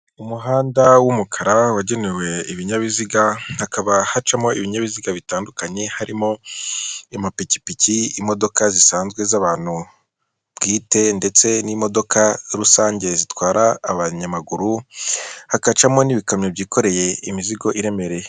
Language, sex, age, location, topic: Kinyarwanda, female, 36-49, Kigali, government